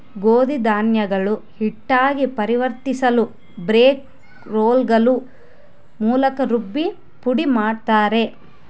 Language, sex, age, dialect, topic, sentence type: Kannada, female, 31-35, Central, agriculture, statement